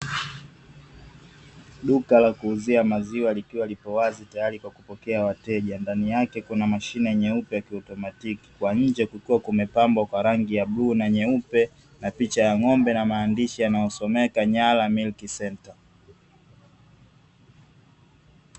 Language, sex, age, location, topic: Swahili, male, 18-24, Dar es Salaam, finance